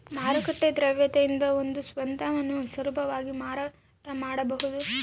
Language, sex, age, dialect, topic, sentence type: Kannada, female, 18-24, Central, banking, statement